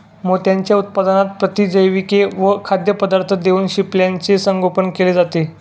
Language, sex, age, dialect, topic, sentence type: Marathi, male, 18-24, Standard Marathi, agriculture, statement